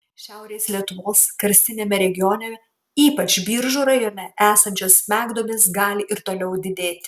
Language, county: Lithuanian, Kaunas